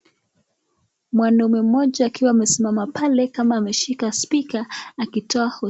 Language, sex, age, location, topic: Swahili, male, 25-35, Nakuru, government